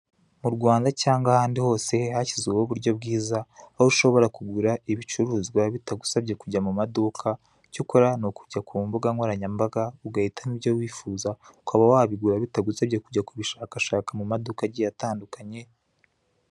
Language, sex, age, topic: Kinyarwanda, male, 18-24, finance